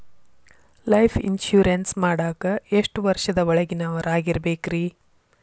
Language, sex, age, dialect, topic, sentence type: Kannada, female, 51-55, Dharwad Kannada, banking, question